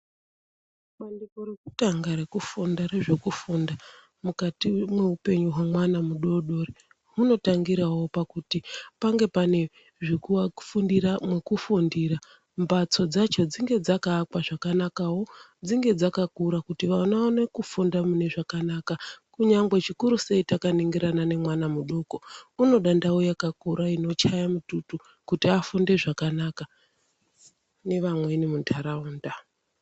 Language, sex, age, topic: Ndau, female, 36-49, education